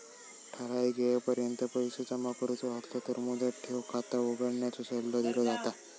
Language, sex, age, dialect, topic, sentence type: Marathi, male, 18-24, Southern Konkan, banking, statement